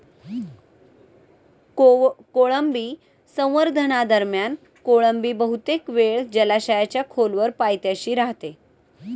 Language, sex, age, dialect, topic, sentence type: Marathi, female, 31-35, Standard Marathi, agriculture, statement